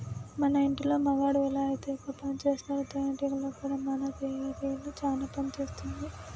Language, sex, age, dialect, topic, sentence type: Telugu, female, 18-24, Telangana, agriculture, statement